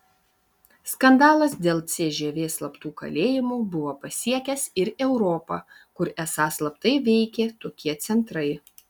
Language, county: Lithuanian, Vilnius